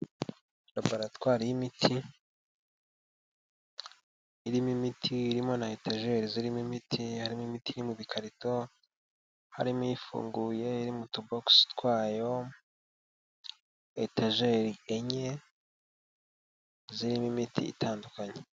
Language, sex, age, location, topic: Kinyarwanda, male, 18-24, Nyagatare, health